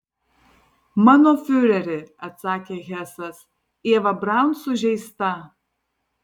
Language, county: Lithuanian, Tauragė